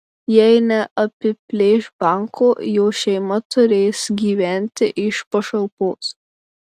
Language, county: Lithuanian, Marijampolė